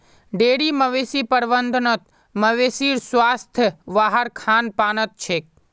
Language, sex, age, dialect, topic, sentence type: Magahi, male, 41-45, Northeastern/Surjapuri, agriculture, statement